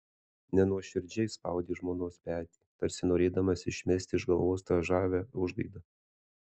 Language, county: Lithuanian, Alytus